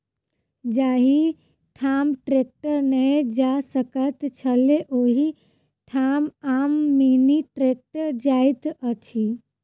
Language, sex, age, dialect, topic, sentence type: Maithili, female, 25-30, Southern/Standard, agriculture, statement